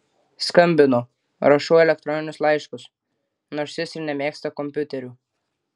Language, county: Lithuanian, Klaipėda